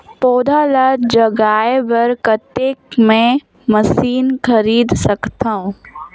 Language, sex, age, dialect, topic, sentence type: Chhattisgarhi, female, 18-24, Northern/Bhandar, agriculture, question